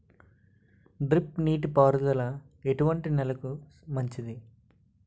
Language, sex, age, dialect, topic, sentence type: Telugu, male, 18-24, Utterandhra, agriculture, question